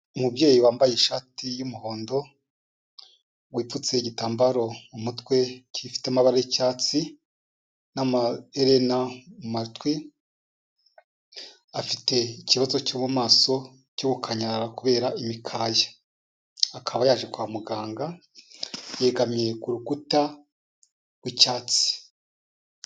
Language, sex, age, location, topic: Kinyarwanda, male, 36-49, Kigali, health